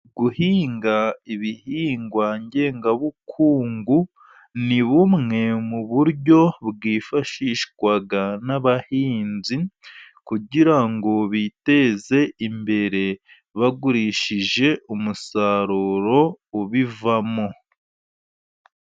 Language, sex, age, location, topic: Kinyarwanda, male, 25-35, Musanze, agriculture